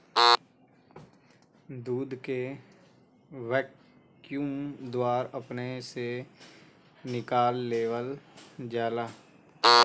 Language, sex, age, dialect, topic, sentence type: Bhojpuri, male, 18-24, Western, agriculture, statement